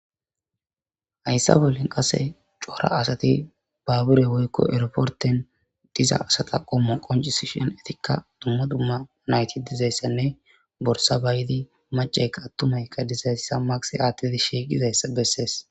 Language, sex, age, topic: Gamo, female, 25-35, government